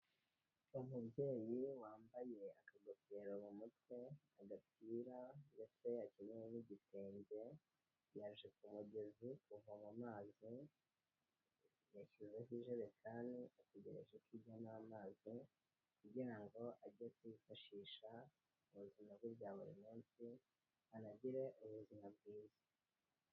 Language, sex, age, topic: Kinyarwanda, male, 18-24, health